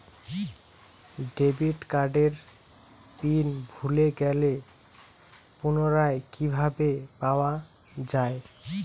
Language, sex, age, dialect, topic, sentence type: Bengali, male, 18-24, Rajbangshi, banking, question